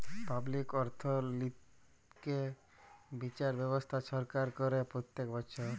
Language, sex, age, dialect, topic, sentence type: Bengali, male, 18-24, Jharkhandi, banking, statement